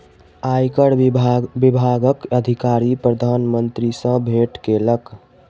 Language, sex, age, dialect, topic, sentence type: Maithili, male, 18-24, Southern/Standard, banking, statement